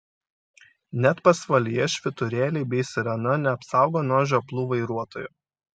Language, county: Lithuanian, Šiauliai